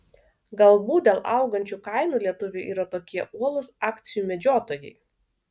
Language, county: Lithuanian, Vilnius